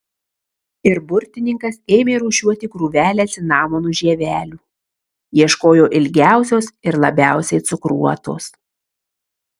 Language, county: Lithuanian, Marijampolė